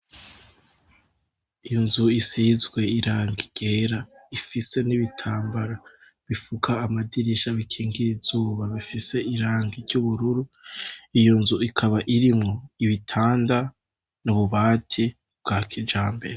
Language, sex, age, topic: Rundi, male, 18-24, education